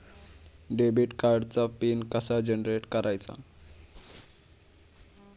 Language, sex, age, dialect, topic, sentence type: Marathi, male, 18-24, Standard Marathi, banking, question